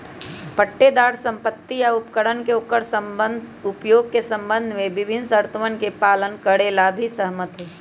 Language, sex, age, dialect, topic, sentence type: Magahi, male, 25-30, Western, banking, statement